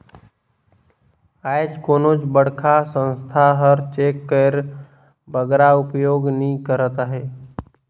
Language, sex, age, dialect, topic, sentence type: Chhattisgarhi, male, 18-24, Northern/Bhandar, banking, statement